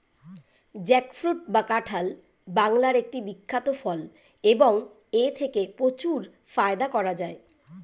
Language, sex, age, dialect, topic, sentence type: Bengali, female, 41-45, Rajbangshi, agriculture, question